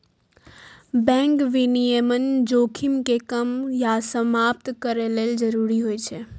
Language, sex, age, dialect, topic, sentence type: Maithili, female, 18-24, Eastern / Thethi, banking, statement